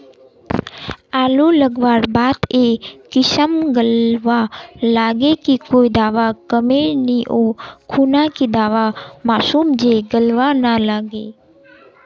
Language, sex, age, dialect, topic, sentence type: Magahi, male, 18-24, Northeastern/Surjapuri, agriculture, question